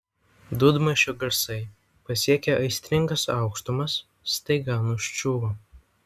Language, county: Lithuanian, Vilnius